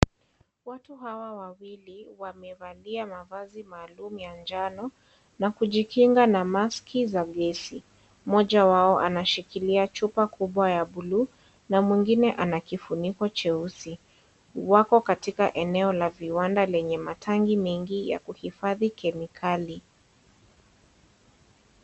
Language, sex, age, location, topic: Swahili, female, 50+, Kisii, health